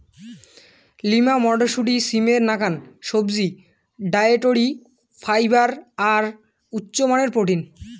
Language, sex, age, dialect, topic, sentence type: Bengali, male, 18-24, Rajbangshi, agriculture, statement